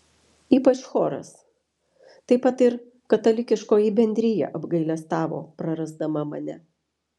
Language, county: Lithuanian, Vilnius